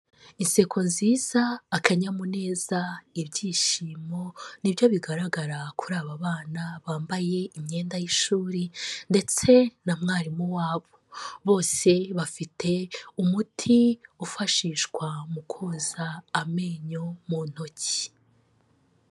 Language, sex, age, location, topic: Kinyarwanda, female, 25-35, Kigali, health